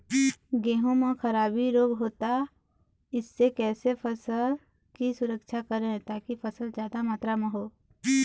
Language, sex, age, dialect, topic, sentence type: Chhattisgarhi, female, 18-24, Eastern, agriculture, question